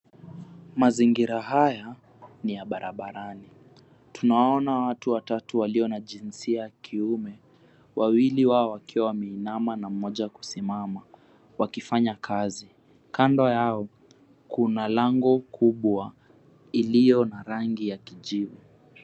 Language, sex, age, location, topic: Swahili, female, 50+, Mombasa, government